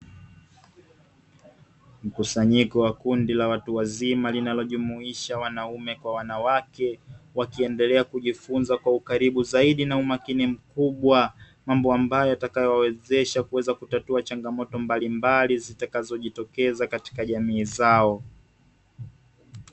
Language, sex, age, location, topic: Swahili, male, 25-35, Dar es Salaam, education